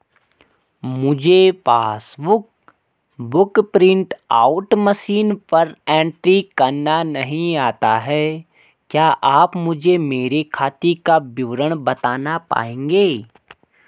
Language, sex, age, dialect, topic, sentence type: Hindi, male, 18-24, Garhwali, banking, question